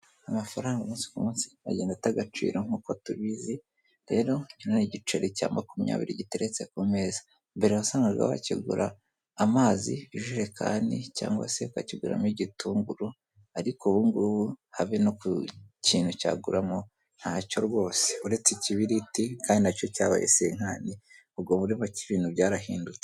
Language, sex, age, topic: Kinyarwanda, male, 25-35, finance